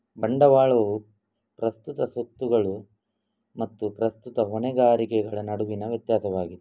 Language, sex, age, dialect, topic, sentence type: Kannada, male, 25-30, Coastal/Dakshin, banking, statement